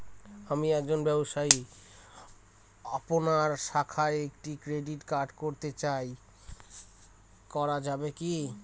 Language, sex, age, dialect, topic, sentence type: Bengali, male, 25-30, Northern/Varendri, banking, question